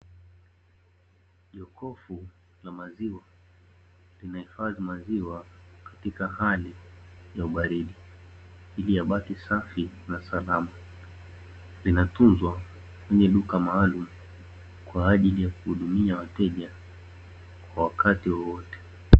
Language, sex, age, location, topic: Swahili, male, 18-24, Dar es Salaam, finance